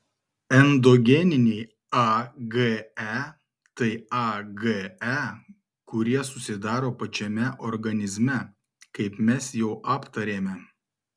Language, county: Lithuanian, Klaipėda